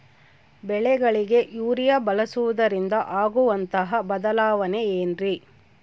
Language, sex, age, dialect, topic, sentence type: Kannada, female, 36-40, Central, agriculture, question